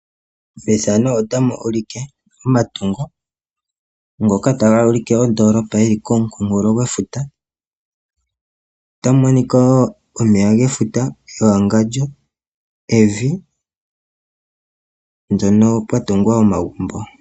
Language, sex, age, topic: Oshiwambo, male, 18-24, agriculture